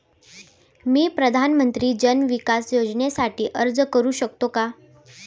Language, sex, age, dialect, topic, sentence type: Marathi, female, 18-24, Standard Marathi, banking, question